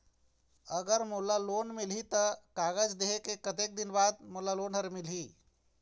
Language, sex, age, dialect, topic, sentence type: Chhattisgarhi, female, 46-50, Eastern, banking, question